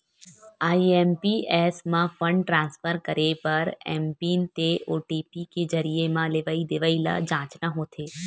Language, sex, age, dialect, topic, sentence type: Chhattisgarhi, female, 18-24, Western/Budati/Khatahi, banking, statement